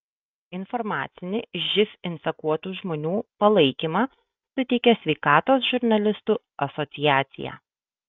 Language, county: Lithuanian, Kaunas